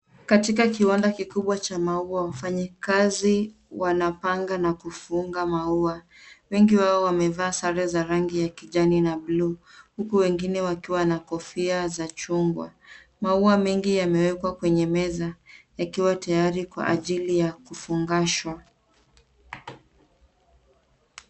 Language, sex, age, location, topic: Swahili, female, 18-24, Nairobi, agriculture